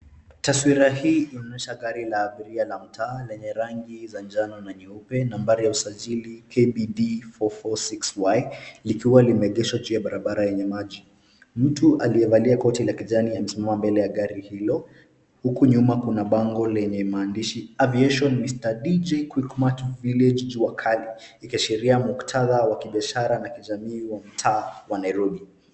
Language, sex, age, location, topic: Swahili, male, 18-24, Nairobi, government